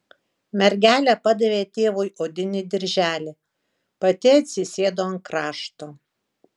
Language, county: Lithuanian, Kaunas